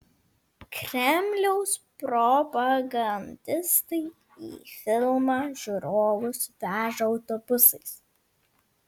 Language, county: Lithuanian, Vilnius